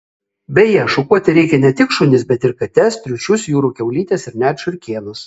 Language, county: Lithuanian, Kaunas